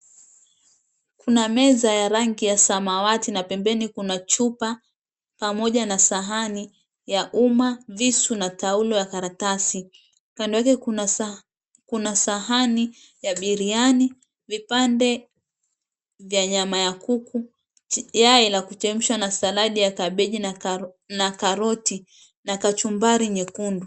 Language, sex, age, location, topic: Swahili, female, 25-35, Mombasa, agriculture